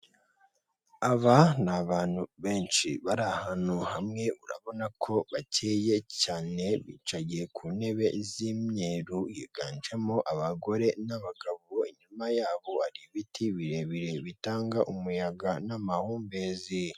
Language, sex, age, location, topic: Kinyarwanda, female, 18-24, Kigali, government